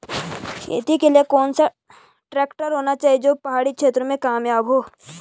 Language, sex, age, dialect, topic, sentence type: Hindi, female, 25-30, Garhwali, agriculture, question